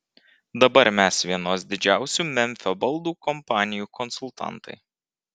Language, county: Lithuanian, Vilnius